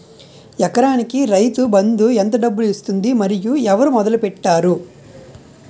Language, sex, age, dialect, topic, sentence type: Telugu, male, 18-24, Utterandhra, agriculture, question